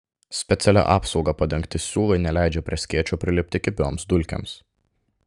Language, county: Lithuanian, Klaipėda